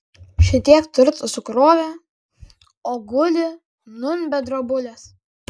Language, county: Lithuanian, Kaunas